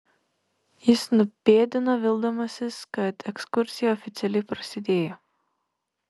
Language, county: Lithuanian, Šiauliai